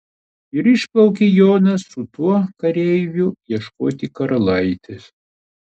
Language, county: Lithuanian, Klaipėda